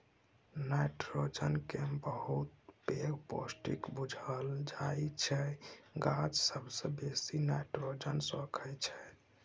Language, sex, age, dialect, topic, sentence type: Maithili, male, 18-24, Bajjika, agriculture, statement